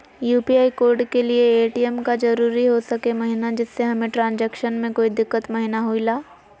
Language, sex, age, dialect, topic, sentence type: Magahi, female, 56-60, Southern, banking, question